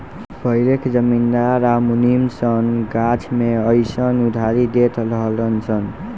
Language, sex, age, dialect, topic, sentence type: Bhojpuri, male, <18, Southern / Standard, banking, statement